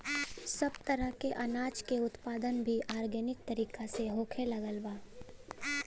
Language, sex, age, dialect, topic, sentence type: Bhojpuri, female, 18-24, Western, agriculture, statement